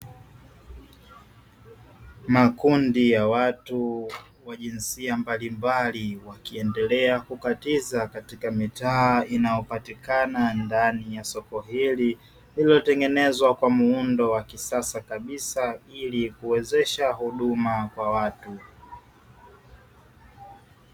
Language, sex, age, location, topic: Swahili, male, 18-24, Dar es Salaam, finance